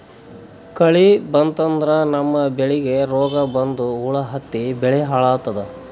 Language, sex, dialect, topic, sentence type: Kannada, male, Northeastern, agriculture, statement